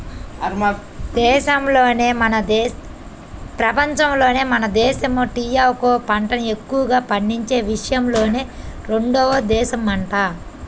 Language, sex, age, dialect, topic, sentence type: Telugu, female, 18-24, Central/Coastal, agriculture, statement